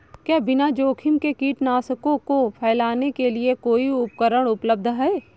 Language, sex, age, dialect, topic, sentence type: Hindi, female, 18-24, Marwari Dhudhari, agriculture, question